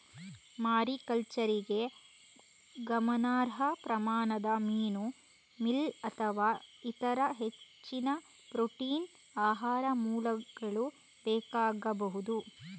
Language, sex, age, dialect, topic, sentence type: Kannada, female, 36-40, Coastal/Dakshin, agriculture, statement